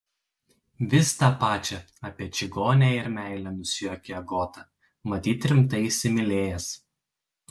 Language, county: Lithuanian, Telšiai